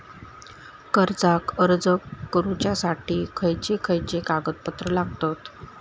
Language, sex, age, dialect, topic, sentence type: Marathi, female, 25-30, Southern Konkan, banking, question